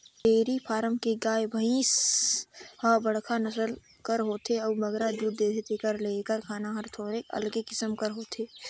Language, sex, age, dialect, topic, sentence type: Chhattisgarhi, male, 25-30, Northern/Bhandar, agriculture, statement